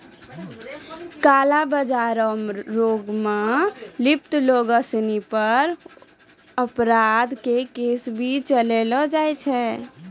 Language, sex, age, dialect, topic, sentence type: Maithili, female, 18-24, Angika, banking, statement